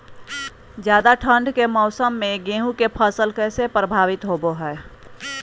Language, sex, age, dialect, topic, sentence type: Magahi, female, 46-50, Southern, agriculture, question